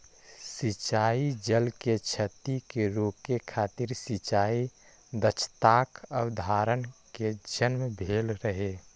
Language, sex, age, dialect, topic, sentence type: Maithili, male, 18-24, Eastern / Thethi, agriculture, statement